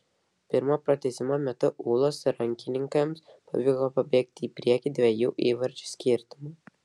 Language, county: Lithuanian, Vilnius